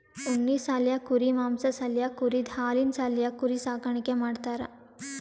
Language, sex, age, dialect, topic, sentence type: Kannada, female, 18-24, Northeastern, agriculture, statement